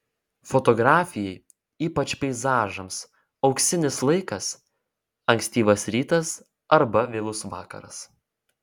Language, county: Lithuanian, Vilnius